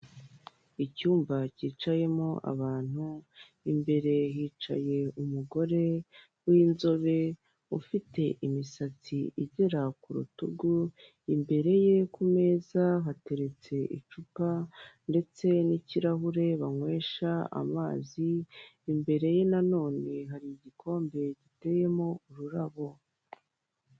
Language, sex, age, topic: Kinyarwanda, female, 18-24, government